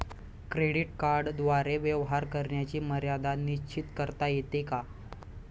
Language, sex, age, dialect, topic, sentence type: Marathi, male, 18-24, Standard Marathi, banking, question